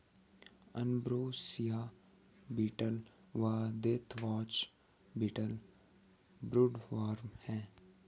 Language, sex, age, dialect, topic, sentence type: Hindi, female, 18-24, Hindustani Malvi Khadi Boli, agriculture, statement